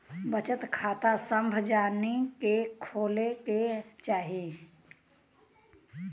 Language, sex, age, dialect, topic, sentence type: Bhojpuri, female, 31-35, Western, banking, statement